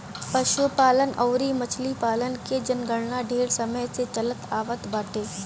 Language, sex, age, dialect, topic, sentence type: Bhojpuri, female, 18-24, Northern, agriculture, statement